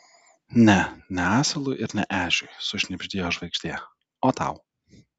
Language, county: Lithuanian, Telšiai